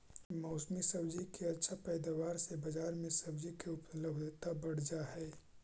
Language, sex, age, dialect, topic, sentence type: Magahi, male, 18-24, Central/Standard, agriculture, statement